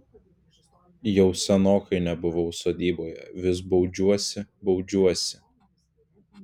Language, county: Lithuanian, Klaipėda